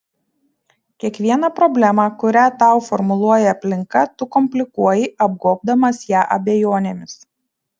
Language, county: Lithuanian, Šiauliai